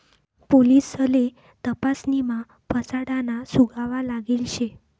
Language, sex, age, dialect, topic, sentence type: Marathi, female, 60-100, Northern Konkan, banking, statement